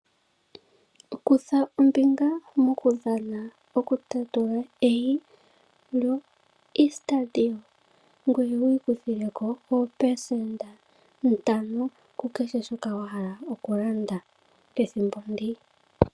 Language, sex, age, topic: Oshiwambo, female, 18-24, finance